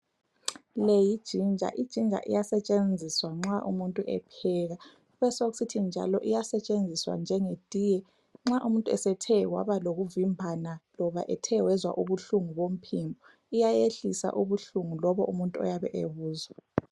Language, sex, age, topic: North Ndebele, female, 25-35, health